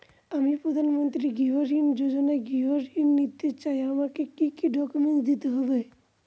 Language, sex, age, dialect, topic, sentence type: Bengali, male, 46-50, Northern/Varendri, banking, question